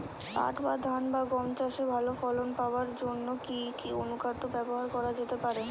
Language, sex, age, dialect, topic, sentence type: Bengali, female, 25-30, Northern/Varendri, agriculture, question